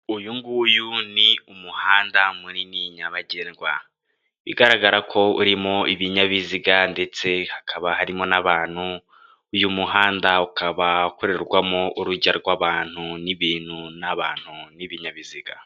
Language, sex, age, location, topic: Kinyarwanda, male, 18-24, Kigali, government